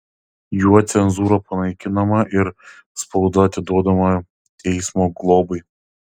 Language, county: Lithuanian, Kaunas